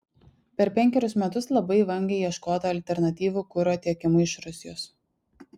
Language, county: Lithuanian, Šiauliai